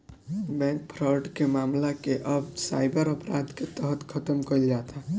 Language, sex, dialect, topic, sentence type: Bhojpuri, male, Southern / Standard, banking, statement